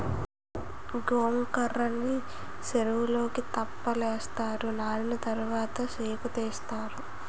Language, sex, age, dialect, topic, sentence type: Telugu, female, 18-24, Utterandhra, agriculture, statement